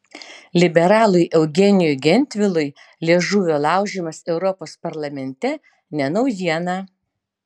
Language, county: Lithuanian, Utena